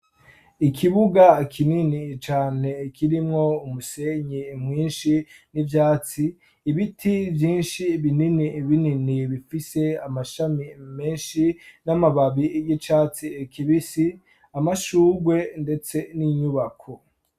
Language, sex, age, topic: Rundi, male, 25-35, education